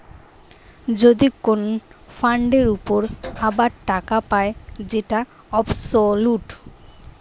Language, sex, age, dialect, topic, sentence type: Bengali, female, 18-24, Western, banking, statement